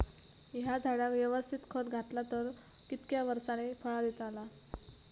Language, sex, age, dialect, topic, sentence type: Marathi, female, 18-24, Southern Konkan, agriculture, question